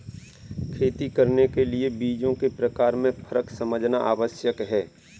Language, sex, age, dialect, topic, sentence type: Hindi, male, 31-35, Kanauji Braj Bhasha, agriculture, statement